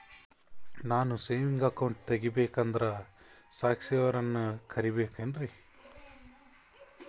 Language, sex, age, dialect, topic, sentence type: Kannada, male, 25-30, Central, banking, question